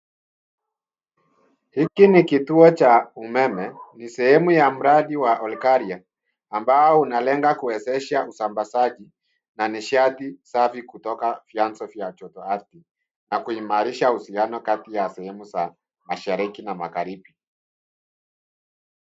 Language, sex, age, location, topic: Swahili, male, 36-49, Nairobi, government